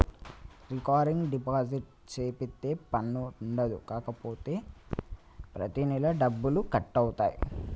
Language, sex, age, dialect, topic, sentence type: Telugu, male, 18-24, Telangana, banking, statement